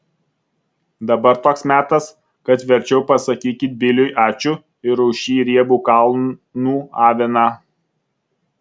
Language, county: Lithuanian, Vilnius